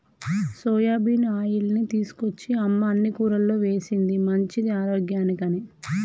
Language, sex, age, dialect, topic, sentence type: Telugu, female, 31-35, Telangana, agriculture, statement